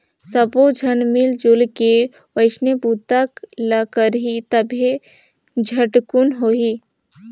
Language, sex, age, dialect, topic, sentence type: Chhattisgarhi, female, 18-24, Northern/Bhandar, agriculture, statement